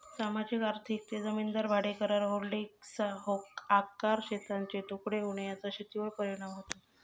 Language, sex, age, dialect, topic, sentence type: Marathi, female, 36-40, Southern Konkan, agriculture, statement